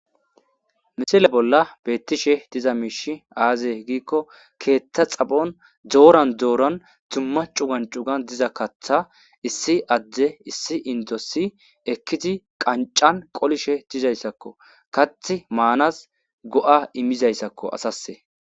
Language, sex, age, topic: Gamo, male, 25-35, agriculture